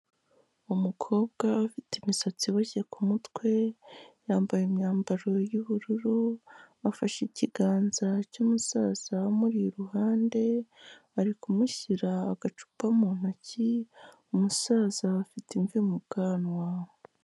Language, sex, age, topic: Kinyarwanda, male, 18-24, health